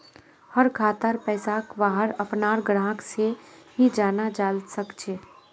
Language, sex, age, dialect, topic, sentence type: Magahi, female, 36-40, Northeastern/Surjapuri, banking, statement